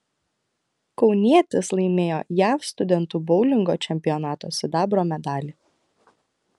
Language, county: Lithuanian, Klaipėda